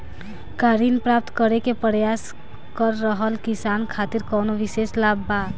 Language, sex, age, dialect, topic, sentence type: Bhojpuri, female, 18-24, Southern / Standard, agriculture, statement